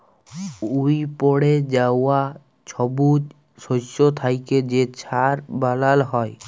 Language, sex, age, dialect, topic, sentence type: Bengali, male, 18-24, Jharkhandi, agriculture, statement